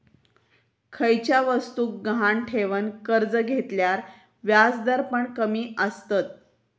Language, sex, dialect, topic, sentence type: Marathi, female, Southern Konkan, banking, statement